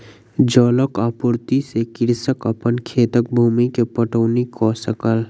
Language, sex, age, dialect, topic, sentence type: Maithili, male, 41-45, Southern/Standard, agriculture, statement